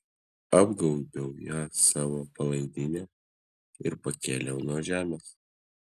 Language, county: Lithuanian, Klaipėda